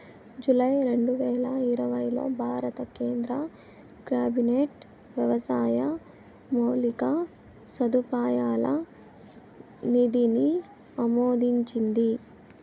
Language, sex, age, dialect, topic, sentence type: Telugu, male, 18-24, Southern, agriculture, statement